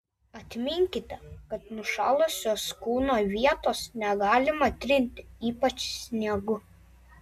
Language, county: Lithuanian, Klaipėda